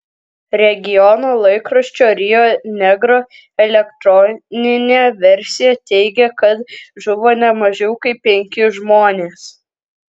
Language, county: Lithuanian, Kaunas